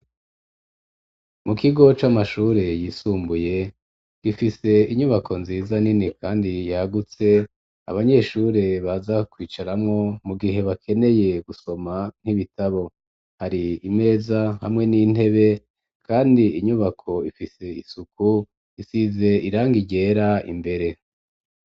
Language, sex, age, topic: Rundi, female, 25-35, education